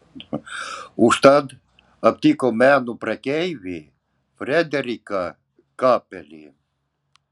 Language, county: Lithuanian, Klaipėda